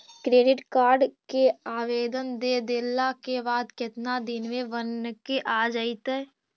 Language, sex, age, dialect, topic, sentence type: Magahi, female, 60-100, Central/Standard, banking, question